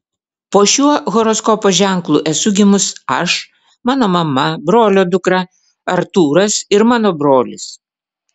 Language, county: Lithuanian, Vilnius